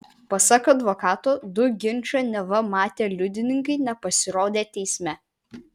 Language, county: Lithuanian, Vilnius